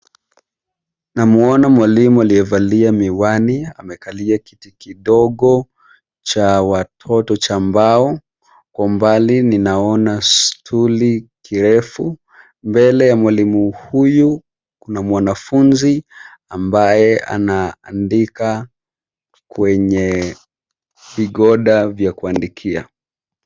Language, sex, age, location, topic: Swahili, male, 25-35, Nairobi, education